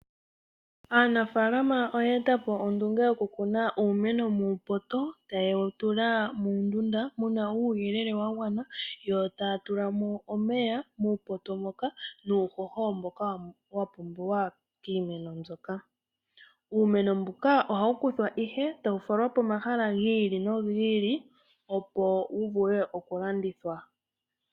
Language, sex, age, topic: Oshiwambo, female, 18-24, agriculture